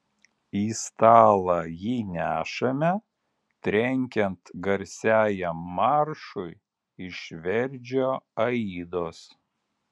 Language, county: Lithuanian, Alytus